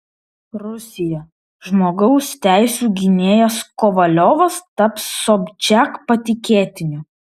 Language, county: Lithuanian, Vilnius